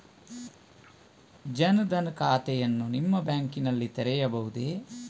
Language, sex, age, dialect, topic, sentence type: Kannada, male, 41-45, Coastal/Dakshin, banking, question